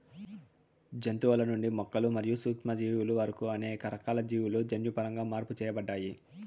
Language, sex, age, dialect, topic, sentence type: Telugu, male, 18-24, Southern, agriculture, statement